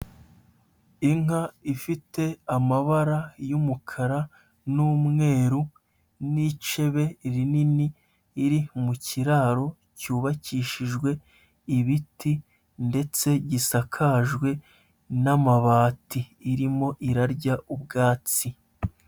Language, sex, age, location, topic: Kinyarwanda, male, 25-35, Huye, agriculture